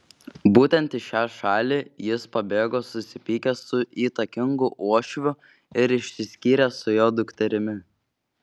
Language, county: Lithuanian, Šiauliai